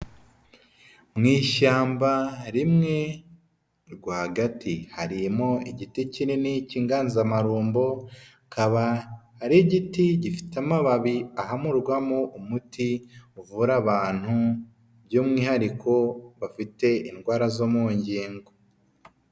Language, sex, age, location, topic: Kinyarwanda, female, 18-24, Huye, health